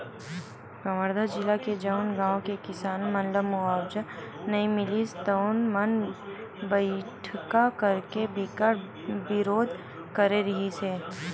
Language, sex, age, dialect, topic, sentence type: Chhattisgarhi, female, 18-24, Western/Budati/Khatahi, agriculture, statement